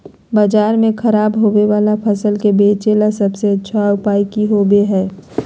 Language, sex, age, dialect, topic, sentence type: Magahi, female, 31-35, Southern, agriculture, statement